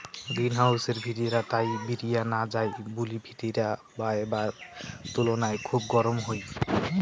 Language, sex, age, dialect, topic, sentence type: Bengali, male, 60-100, Rajbangshi, agriculture, statement